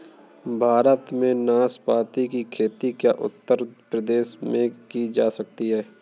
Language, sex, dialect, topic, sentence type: Hindi, male, Kanauji Braj Bhasha, agriculture, statement